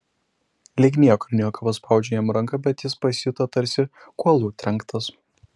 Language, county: Lithuanian, Šiauliai